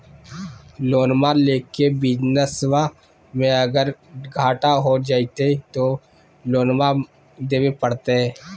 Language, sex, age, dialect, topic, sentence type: Magahi, male, 31-35, Southern, banking, question